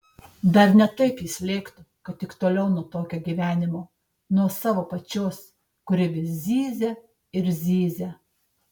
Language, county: Lithuanian, Tauragė